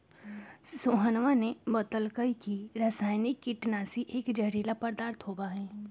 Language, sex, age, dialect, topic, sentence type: Magahi, female, 25-30, Western, agriculture, statement